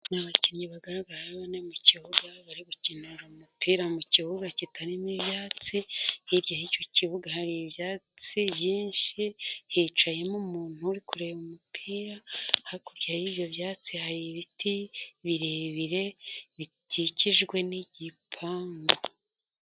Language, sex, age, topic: Kinyarwanda, female, 25-35, government